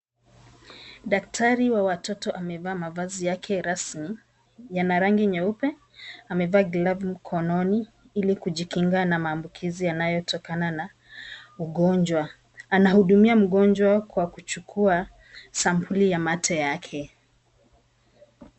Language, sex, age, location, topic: Swahili, female, 25-35, Nairobi, health